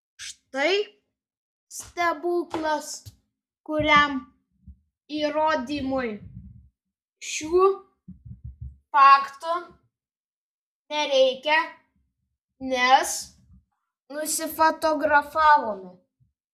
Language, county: Lithuanian, Šiauliai